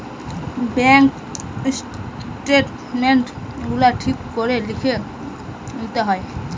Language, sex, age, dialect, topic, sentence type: Bengali, female, 18-24, Western, banking, statement